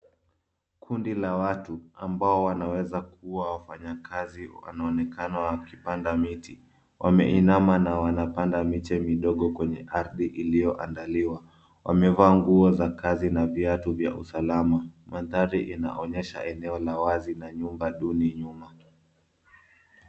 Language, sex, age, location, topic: Swahili, male, 25-35, Nairobi, government